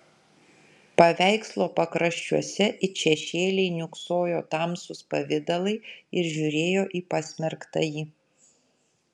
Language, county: Lithuanian, Kaunas